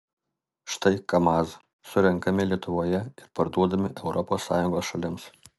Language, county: Lithuanian, Alytus